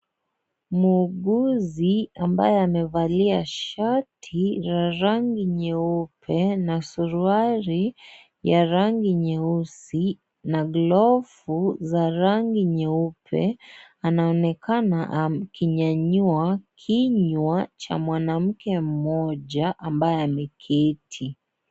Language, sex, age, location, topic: Swahili, female, 18-24, Kisii, health